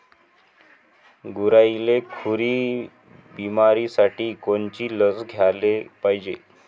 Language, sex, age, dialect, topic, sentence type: Marathi, male, 18-24, Varhadi, agriculture, question